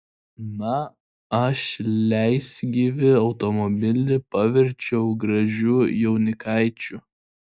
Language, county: Lithuanian, Klaipėda